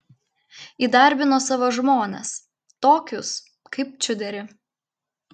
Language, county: Lithuanian, Klaipėda